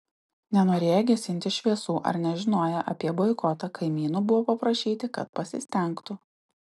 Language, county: Lithuanian, Utena